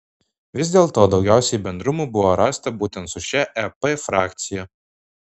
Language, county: Lithuanian, Marijampolė